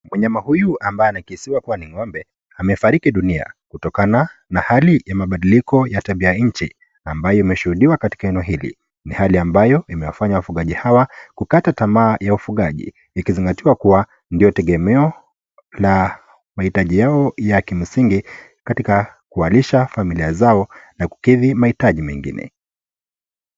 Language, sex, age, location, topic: Swahili, male, 25-35, Kisii, health